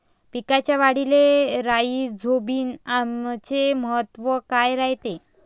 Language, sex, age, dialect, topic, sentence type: Marathi, female, 18-24, Varhadi, agriculture, question